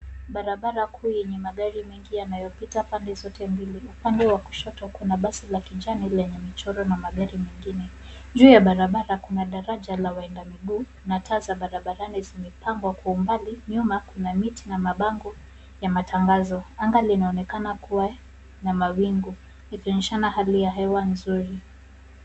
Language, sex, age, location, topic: Swahili, female, 36-49, Nairobi, government